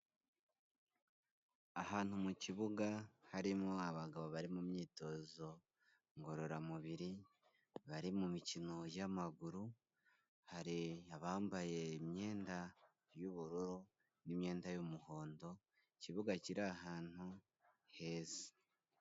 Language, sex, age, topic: Kinyarwanda, male, 25-35, government